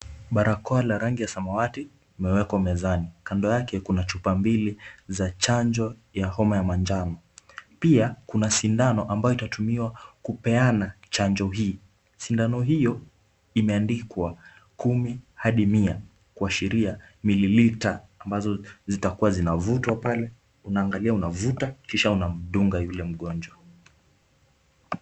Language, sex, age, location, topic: Swahili, male, 18-24, Kisumu, health